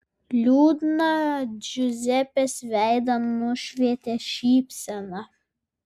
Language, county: Lithuanian, Vilnius